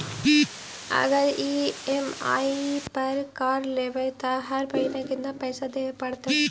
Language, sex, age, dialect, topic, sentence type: Magahi, female, 18-24, Central/Standard, banking, question